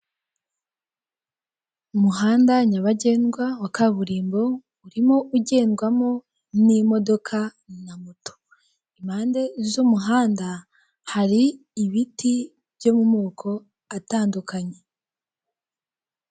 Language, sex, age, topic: Kinyarwanda, female, 18-24, government